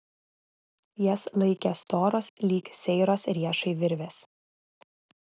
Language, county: Lithuanian, Vilnius